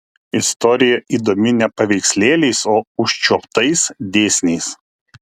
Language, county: Lithuanian, Kaunas